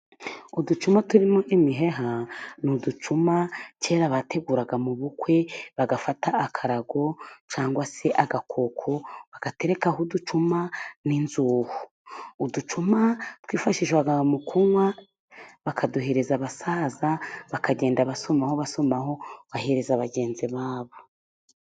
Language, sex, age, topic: Kinyarwanda, female, 25-35, government